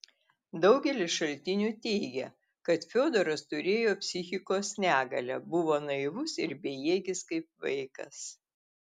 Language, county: Lithuanian, Telšiai